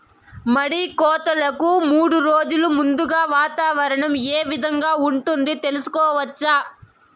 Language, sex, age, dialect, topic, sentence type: Telugu, female, 18-24, Southern, agriculture, question